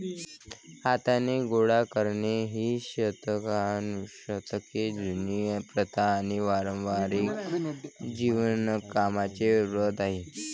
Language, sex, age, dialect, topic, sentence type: Marathi, male, 25-30, Varhadi, agriculture, statement